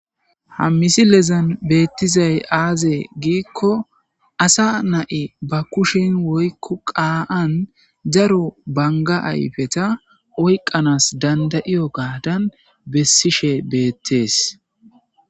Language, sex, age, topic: Gamo, male, 25-35, agriculture